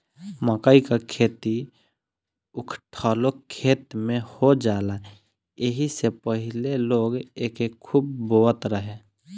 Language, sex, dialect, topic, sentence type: Bhojpuri, male, Northern, agriculture, statement